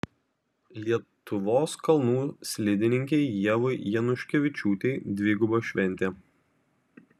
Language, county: Lithuanian, Vilnius